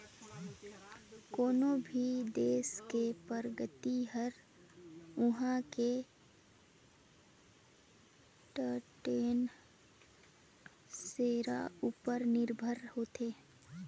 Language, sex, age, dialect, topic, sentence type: Chhattisgarhi, female, 18-24, Northern/Bhandar, banking, statement